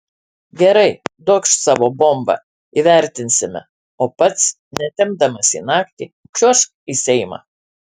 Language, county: Lithuanian, Alytus